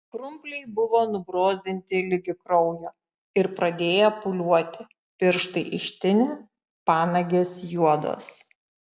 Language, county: Lithuanian, Šiauliai